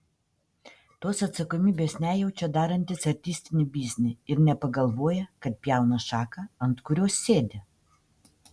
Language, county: Lithuanian, Panevėžys